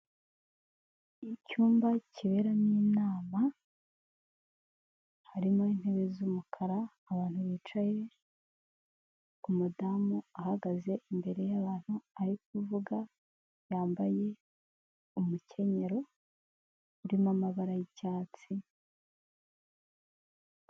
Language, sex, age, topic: Kinyarwanda, female, 18-24, government